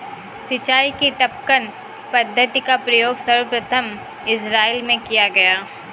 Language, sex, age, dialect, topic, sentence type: Hindi, female, 18-24, Kanauji Braj Bhasha, agriculture, statement